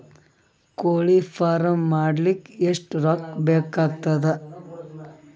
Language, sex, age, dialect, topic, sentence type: Kannada, male, 25-30, Northeastern, agriculture, question